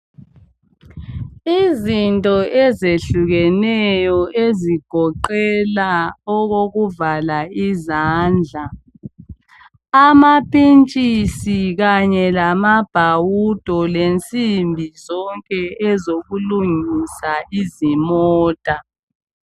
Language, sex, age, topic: North Ndebele, female, 25-35, education